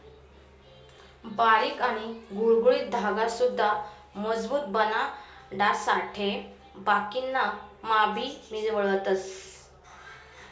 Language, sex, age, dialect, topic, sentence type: Marathi, female, 36-40, Northern Konkan, agriculture, statement